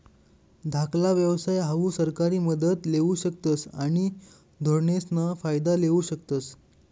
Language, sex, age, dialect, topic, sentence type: Marathi, male, 25-30, Northern Konkan, banking, statement